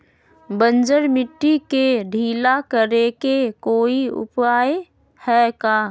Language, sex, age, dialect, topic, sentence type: Magahi, female, 25-30, Western, agriculture, question